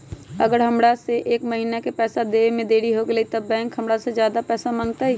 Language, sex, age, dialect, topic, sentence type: Magahi, male, 18-24, Western, banking, question